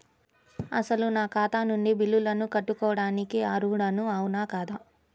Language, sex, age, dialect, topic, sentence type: Telugu, female, 31-35, Central/Coastal, banking, question